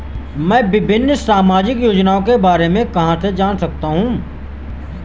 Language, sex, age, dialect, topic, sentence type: Hindi, male, 18-24, Marwari Dhudhari, banking, question